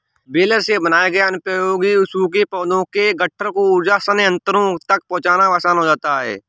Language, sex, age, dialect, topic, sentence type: Hindi, male, 18-24, Awadhi Bundeli, agriculture, statement